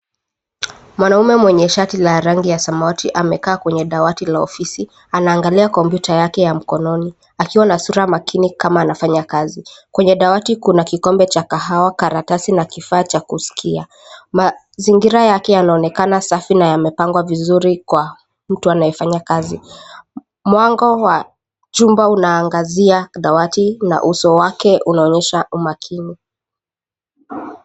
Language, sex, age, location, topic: Swahili, female, 18-24, Nairobi, education